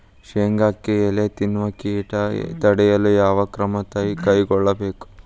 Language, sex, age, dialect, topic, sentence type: Kannada, male, 18-24, Dharwad Kannada, agriculture, question